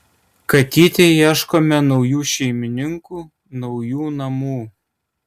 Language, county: Lithuanian, Kaunas